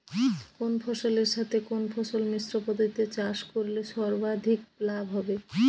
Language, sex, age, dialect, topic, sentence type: Bengali, female, 31-35, Northern/Varendri, agriculture, question